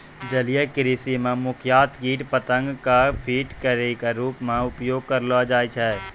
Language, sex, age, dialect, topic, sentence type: Maithili, male, 18-24, Angika, agriculture, statement